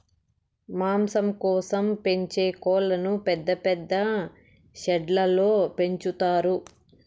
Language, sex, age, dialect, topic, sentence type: Telugu, male, 18-24, Southern, agriculture, statement